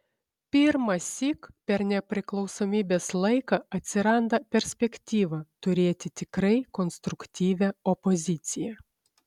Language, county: Lithuanian, Šiauliai